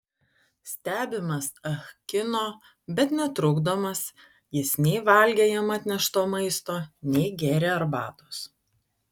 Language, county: Lithuanian, Utena